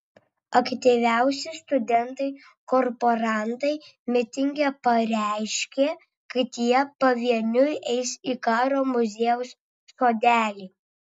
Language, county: Lithuanian, Vilnius